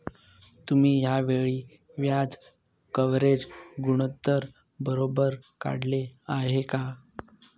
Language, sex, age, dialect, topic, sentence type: Marathi, male, 18-24, Northern Konkan, banking, statement